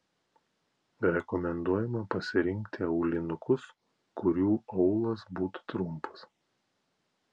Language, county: Lithuanian, Klaipėda